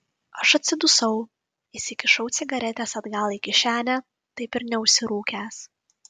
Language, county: Lithuanian, Kaunas